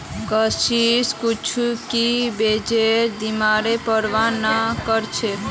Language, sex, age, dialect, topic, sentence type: Magahi, female, 18-24, Northeastern/Surjapuri, banking, statement